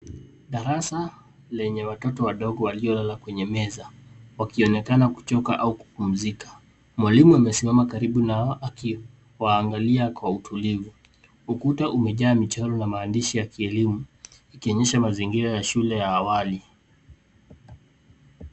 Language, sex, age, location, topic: Swahili, male, 18-24, Nairobi, education